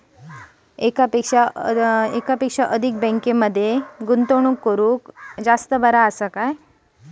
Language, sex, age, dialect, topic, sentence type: Marathi, female, 25-30, Standard Marathi, banking, question